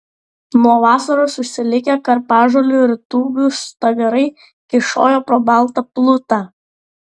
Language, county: Lithuanian, Klaipėda